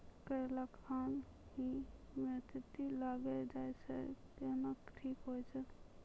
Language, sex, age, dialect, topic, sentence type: Maithili, female, 25-30, Angika, agriculture, question